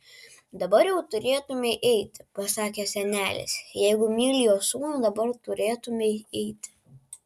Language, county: Lithuanian, Vilnius